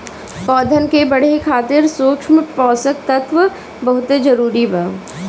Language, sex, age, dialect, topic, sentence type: Bhojpuri, female, 31-35, Northern, agriculture, statement